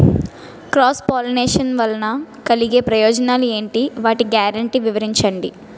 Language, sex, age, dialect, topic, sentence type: Telugu, female, 18-24, Utterandhra, agriculture, question